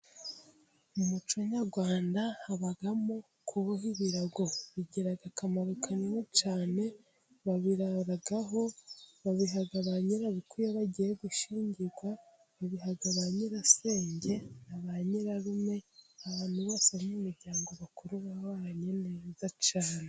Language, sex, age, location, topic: Kinyarwanda, female, 18-24, Musanze, government